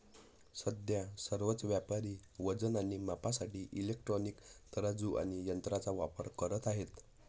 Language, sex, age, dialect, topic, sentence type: Marathi, male, 18-24, Northern Konkan, agriculture, statement